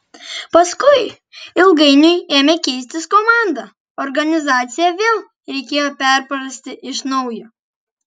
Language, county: Lithuanian, Kaunas